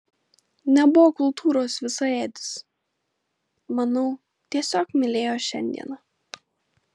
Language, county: Lithuanian, Kaunas